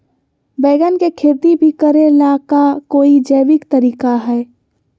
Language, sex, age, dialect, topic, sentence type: Magahi, female, 25-30, Western, agriculture, question